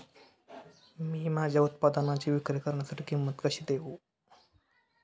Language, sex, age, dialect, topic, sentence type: Marathi, male, 18-24, Standard Marathi, agriculture, question